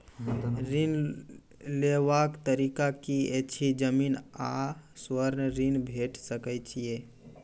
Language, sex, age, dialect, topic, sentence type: Maithili, male, 31-35, Angika, banking, question